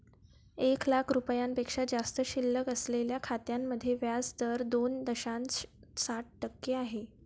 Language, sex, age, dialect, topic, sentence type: Marathi, female, 18-24, Varhadi, banking, statement